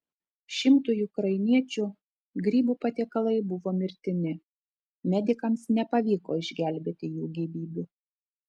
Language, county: Lithuanian, Telšiai